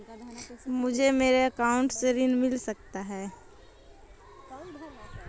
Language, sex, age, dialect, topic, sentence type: Magahi, female, 18-24, Central/Standard, banking, question